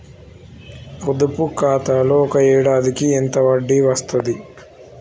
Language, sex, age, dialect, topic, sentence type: Telugu, male, 18-24, Telangana, banking, question